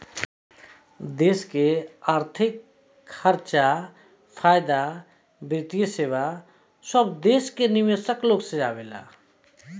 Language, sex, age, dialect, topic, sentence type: Bhojpuri, male, 25-30, Southern / Standard, banking, statement